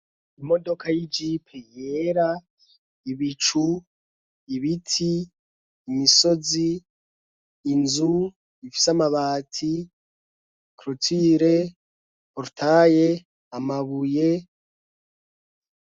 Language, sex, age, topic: Rundi, male, 25-35, education